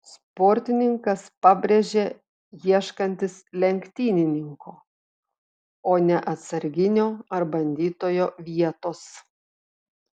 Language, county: Lithuanian, Telšiai